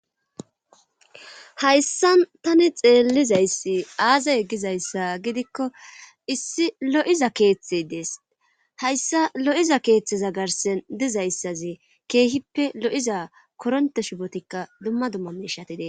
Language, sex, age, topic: Gamo, female, 36-49, government